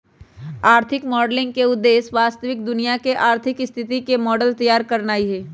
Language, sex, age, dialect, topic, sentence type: Magahi, female, 31-35, Western, banking, statement